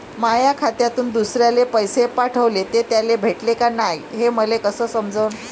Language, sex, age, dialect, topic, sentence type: Marathi, female, 56-60, Varhadi, banking, question